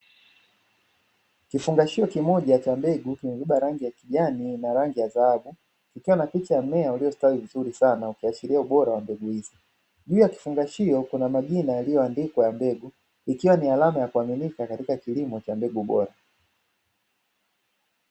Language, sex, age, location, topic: Swahili, male, 25-35, Dar es Salaam, agriculture